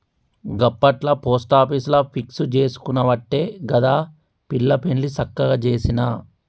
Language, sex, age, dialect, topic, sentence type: Telugu, male, 36-40, Telangana, banking, statement